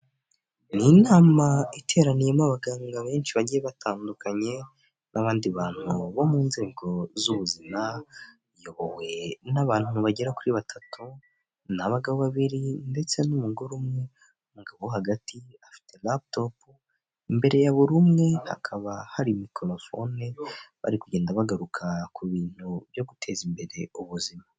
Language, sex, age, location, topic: Kinyarwanda, male, 18-24, Huye, health